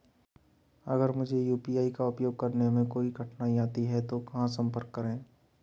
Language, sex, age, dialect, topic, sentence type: Hindi, male, 31-35, Marwari Dhudhari, banking, question